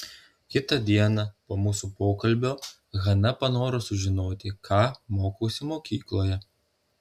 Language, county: Lithuanian, Telšiai